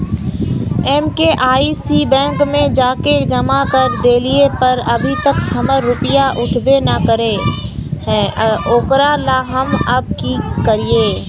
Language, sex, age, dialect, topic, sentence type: Magahi, female, 18-24, Northeastern/Surjapuri, banking, question